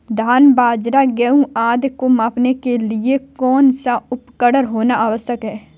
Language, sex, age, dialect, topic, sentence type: Hindi, female, 31-35, Kanauji Braj Bhasha, agriculture, question